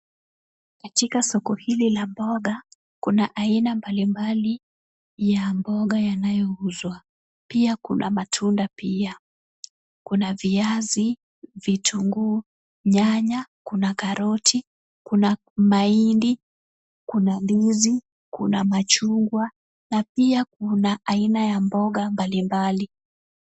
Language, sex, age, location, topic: Swahili, female, 18-24, Kisumu, finance